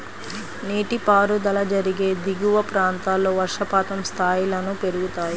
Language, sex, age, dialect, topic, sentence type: Telugu, female, 25-30, Central/Coastal, agriculture, statement